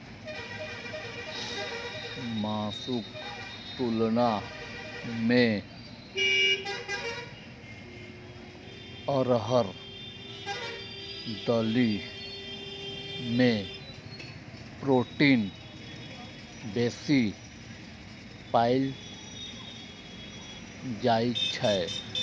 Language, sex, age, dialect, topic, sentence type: Maithili, male, 31-35, Eastern / Thethi, agriculture, statement